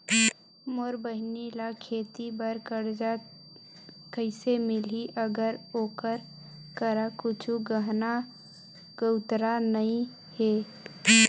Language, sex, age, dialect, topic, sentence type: Chhattisgarhi, female, 18-24, Western/Budati/Khatahi, agriculture, statement